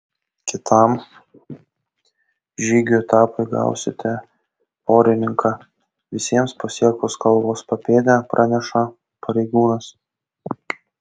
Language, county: Lithuanian, Kaunas